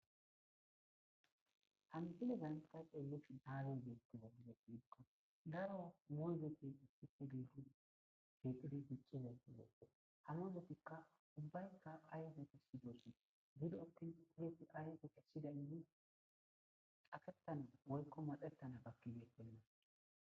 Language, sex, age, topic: Gamo, male, 25-35, agriculture